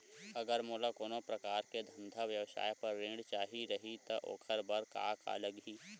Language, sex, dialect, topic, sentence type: Chhattisgarhi, male, Western/Budati/Khatahi, banking, question